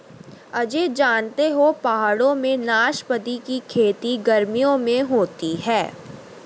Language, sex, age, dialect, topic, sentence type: Hindi, female, 31-35, Hindustani Malvi Khadi Boli, agriculture, statement